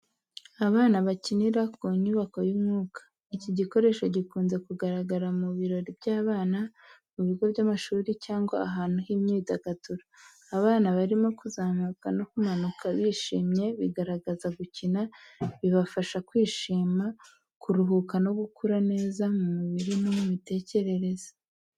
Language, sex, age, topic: Kinyarwanda, female, 18-24, education